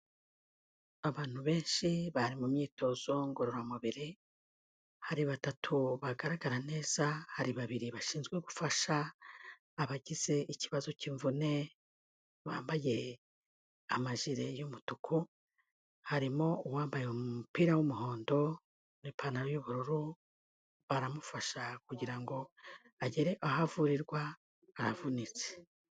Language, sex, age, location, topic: Kinyarwanda, female, 18-24, Kigali, health